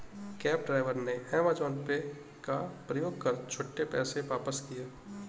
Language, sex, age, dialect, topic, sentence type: Hindi, male, 18-24, Kanauji Braj Bhasha, banking, statement